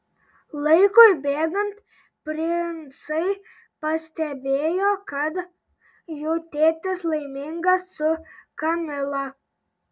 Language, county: Lithuanian, Telšiai